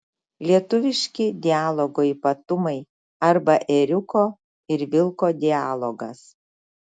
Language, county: Lithuanian, Šiauliai